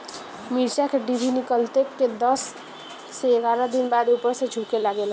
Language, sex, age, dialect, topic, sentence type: Bhojpuri, female, 18-24, Northern, agriculture, question